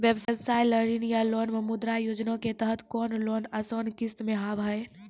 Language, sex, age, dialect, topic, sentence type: Maithili, female, 25-30, Angika, banking, question